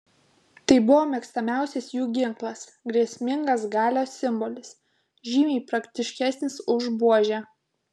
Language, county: Lithuanian, Kaunas